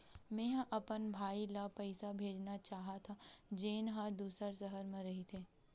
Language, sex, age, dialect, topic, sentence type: Chhattisgarhi, female, 18-24, Western/Budati/Khatahi, banking, statement